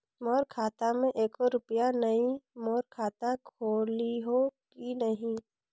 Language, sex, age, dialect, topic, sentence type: Chhattisgarhi, female, 46-50, Northern/Bhandar, banking, question